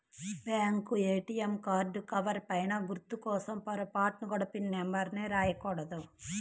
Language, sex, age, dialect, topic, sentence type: Telugu, female, 31-35, Central/Coastal, banking, statement